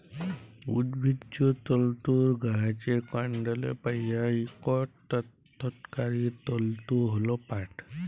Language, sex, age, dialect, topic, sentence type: Bengali, male, 25-30, Jharkhandi, agriculture, statement